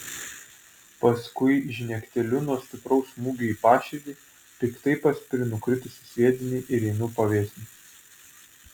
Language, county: Lithuanian, Vilnius